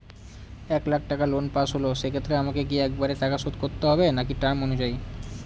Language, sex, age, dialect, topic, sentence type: Bengali, male, 18-24, Northern/Varendri, banking, question